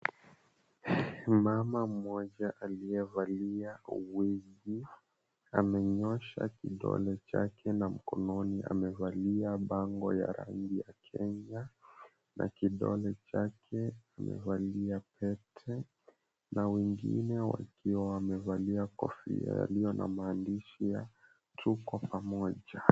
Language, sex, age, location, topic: Swahili, male, 18-24, Mombasa, government